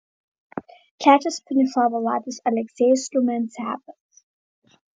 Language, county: Lithuanian, Vilnius